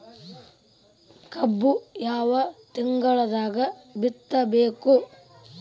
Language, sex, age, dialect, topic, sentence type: Kannada, male, 18-24, Dharwad Kannada, agriculture, question